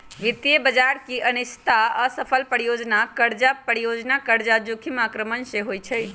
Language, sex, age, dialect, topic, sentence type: Magahi, male, 25-30, Western, agriculture, statement